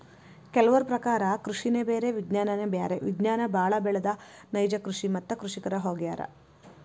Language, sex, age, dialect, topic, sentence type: Kannada, female, 25-30, Dharwad Kannada, agriculture, statement